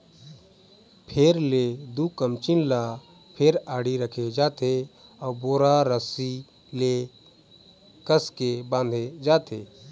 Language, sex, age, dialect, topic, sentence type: Chhattisgarhi, male, 18-24, Eastern, agriculture, statement